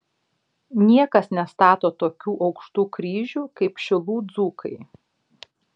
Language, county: Lithuanian, Šiauliai